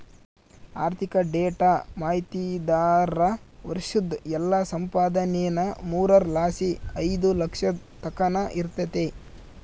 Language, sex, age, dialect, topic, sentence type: Kannada, male, 25-30, Central, banking, statement